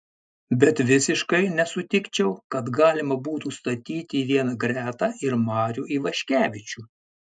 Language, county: Lithuanian, Klaipėda